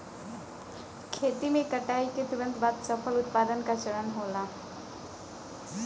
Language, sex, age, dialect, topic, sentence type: Bhojpuri, female, 18-24, Western, agriculture, statement